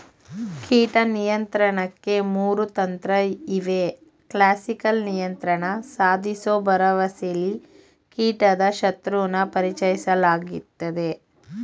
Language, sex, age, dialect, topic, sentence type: Kannada, female, 25-30, Mysore Kannada, agriculture, statement